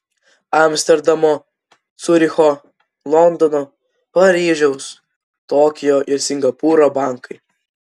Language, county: Lithuanian, Vilnius